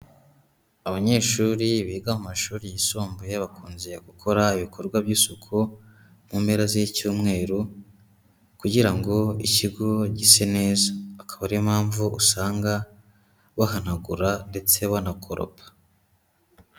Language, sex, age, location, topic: Kinyarwanda, male, 18-24, Huye, education